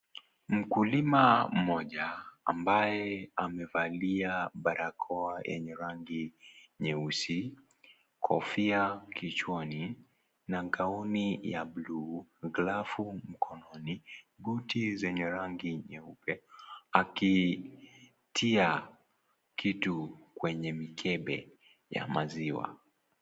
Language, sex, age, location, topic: Swahili, male, 18-24, Kisii, agriculture